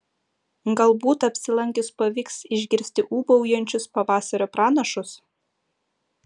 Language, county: Lithuanian, Utena